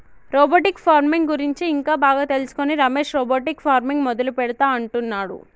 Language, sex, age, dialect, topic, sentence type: Telugu, male, 56-60, Telangana, agriculture, statement